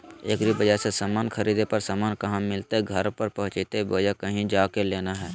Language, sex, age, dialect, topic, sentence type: Magahi, male, 36-40, Southern, agriculture, question